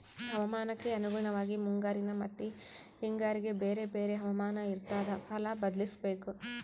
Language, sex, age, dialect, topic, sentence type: Kannada, female, 31-35, Central, agriculture, statement